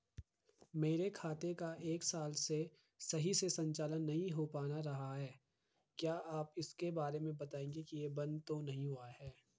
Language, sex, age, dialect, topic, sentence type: Hindi, male, 51-55, Garhwali, banking, question